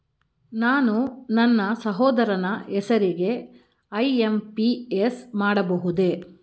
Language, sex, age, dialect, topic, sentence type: Kannada, female, 46-50, Mysore Kannada, banking, question